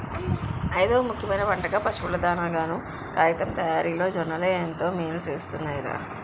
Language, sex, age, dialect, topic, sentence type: Telugu, female, 36-40, Utterandhra, agriculture, statement